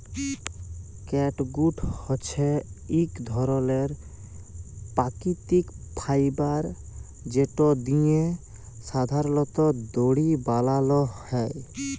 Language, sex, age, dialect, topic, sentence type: Bengali, male, 18-24, Jharkhandi, agriculture, statement